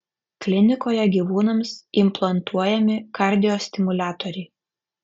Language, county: Lithuanian, Kaunas